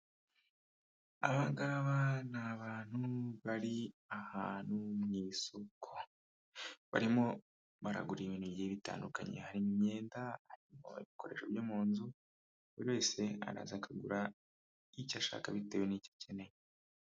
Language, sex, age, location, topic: Kinyarwanda, male, 25-35, Kigali, finance